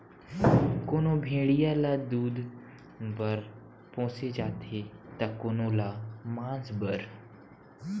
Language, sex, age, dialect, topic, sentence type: Chhattisgarhi, male, 60-100, Western/Budati/Khatahi, agriculture, statement